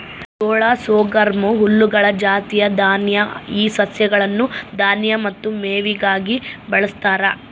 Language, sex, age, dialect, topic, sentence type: Kannada, female, 25-30, Central, agriculture, statement